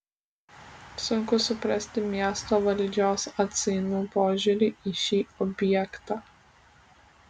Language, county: Lithuanian, Kaunas